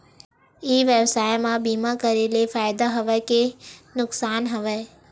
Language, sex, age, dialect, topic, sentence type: Chhattisgarhi, female, 18-24, Western/Budati/Khatahi, agriculture, question